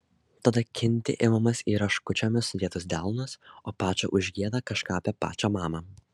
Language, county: Lithuanian, Šiauliai